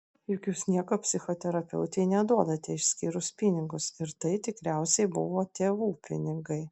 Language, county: Lithuanian, Vilnius